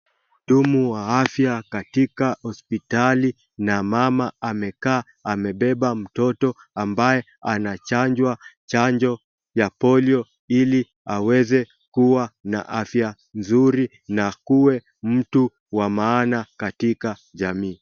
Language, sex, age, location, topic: Swahili, male, 25-35, Wajir, health